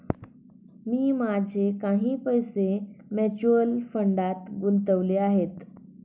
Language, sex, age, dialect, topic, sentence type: Marathi, female, 18-24, Standard Marathi, banking, statement